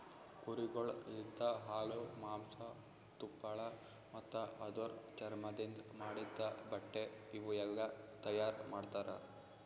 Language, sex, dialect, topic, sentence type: Kannada, male, Northeastern, agriculture, statement